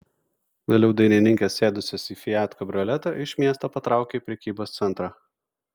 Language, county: Lithuanian, Vilnius